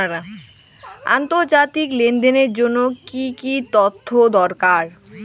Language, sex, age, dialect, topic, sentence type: Bengali, female, 18-24, Rajbangshi, banking, question